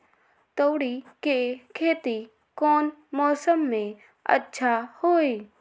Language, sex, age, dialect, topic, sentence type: Magahi, female, 18-24, Western, agriculture, question